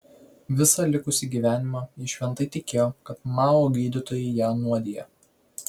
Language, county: Lithuanian, Vilnius